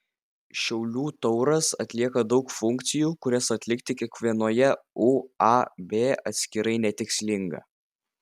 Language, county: Lithuanian, Vilnius